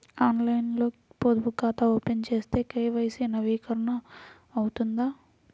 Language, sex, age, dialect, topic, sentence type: Telugu, female, 41-45, Central/Coastal, banking, question